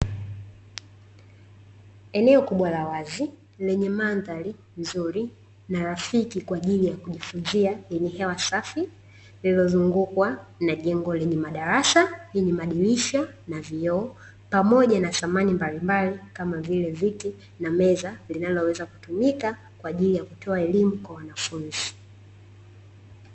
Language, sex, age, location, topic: Swahili, female, 18-24, Dar es Salaam, education